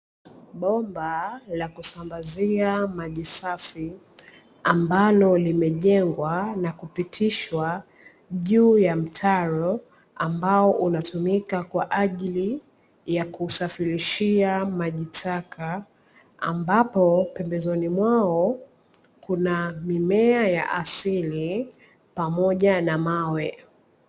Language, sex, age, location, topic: Swahili, female, 25-35, Dar es Salaam, government